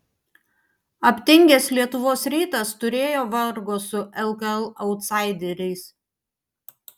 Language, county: Lithuanian, Panevėžys